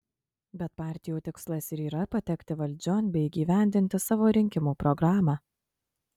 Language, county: Lithuanian, Kaunas